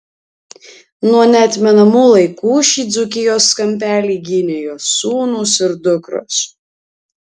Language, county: Lithuanian, Alytus